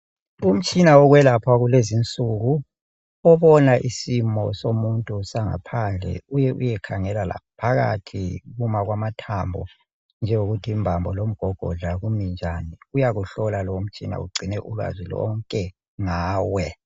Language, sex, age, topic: North Ndebele, male, 36-49, health